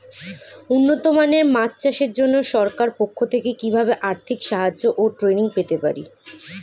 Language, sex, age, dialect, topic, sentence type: Bengali, female, 18-24, Standard Colloquial, agriculture, question